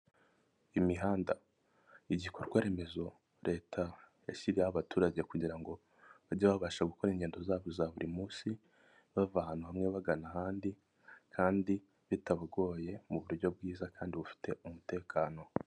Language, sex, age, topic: Kinyarwanda, male, 25-35, government